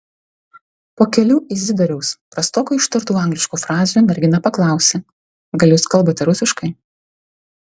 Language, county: Lithuanian, Vilnius